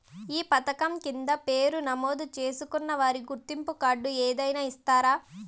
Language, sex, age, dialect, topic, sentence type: Telugu, female, 18-24, Southern, banking, question